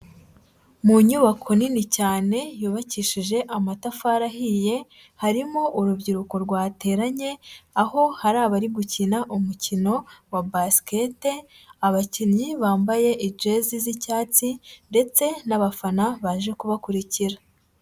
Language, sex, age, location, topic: Kinyarwanda, female, 25-35, Huye, education